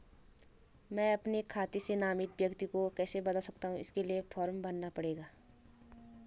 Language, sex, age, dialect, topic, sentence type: Hindi, female, 18-24, Garhwali, banking, question